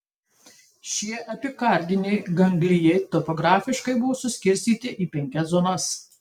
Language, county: Lithuanian, Tauragė